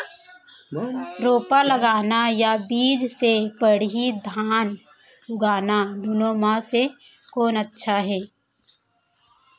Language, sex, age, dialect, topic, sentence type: Chhattisgarhi, female, 25-30, Central, agriculture, question